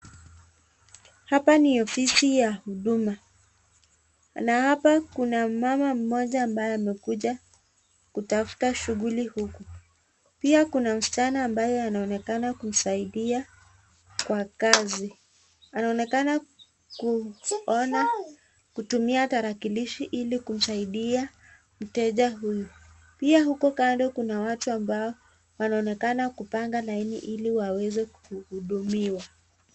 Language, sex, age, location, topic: Swahili, female, 25-35, Nakuru, government